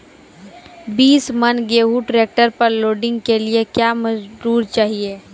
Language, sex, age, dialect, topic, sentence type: Maithili, female, 51-55, Angika, agriculture, question